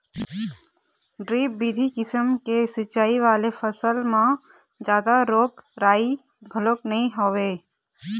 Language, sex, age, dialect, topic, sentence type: Chhattisgarhi, female, 31-35, Eastern, agriculture, statement